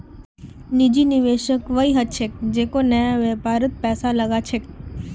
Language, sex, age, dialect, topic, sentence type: Magahi, female, 25-30, Northeastern/Surjapuri, banking, statement